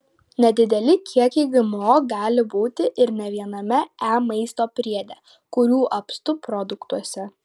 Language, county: Lithuanian, Vilnius